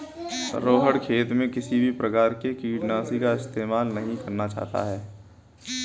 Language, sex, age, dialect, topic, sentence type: Hindi, male, 18-24, Kanauji Braj Bhasha, agriculture, statement